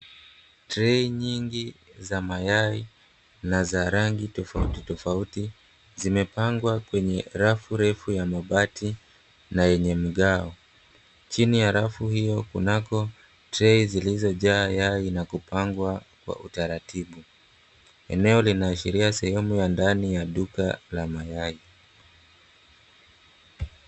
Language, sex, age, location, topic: Swahili, male, 18-24, Mombasa, finance